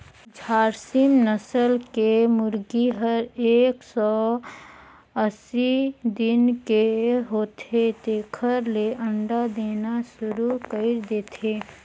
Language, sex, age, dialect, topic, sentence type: Chhattisgarhi, female, 36-40, Northern/Bhandar, agriculture, statement